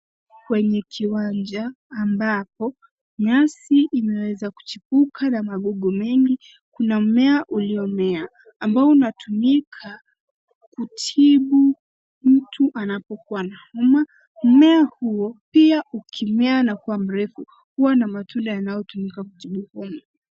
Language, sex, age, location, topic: Swahili, female, 18-24, Nairobi, health